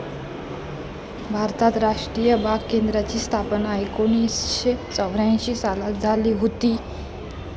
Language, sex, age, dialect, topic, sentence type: Marathi, female, 18-24, Southern Konkan, agriculture, statement